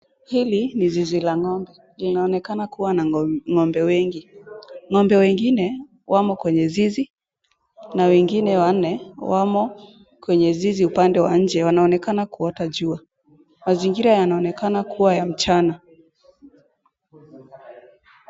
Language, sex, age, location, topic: Swahili, female, 18-24, Nakuru, agriculture